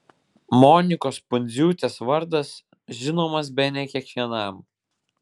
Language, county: Lithuanian, Vilnius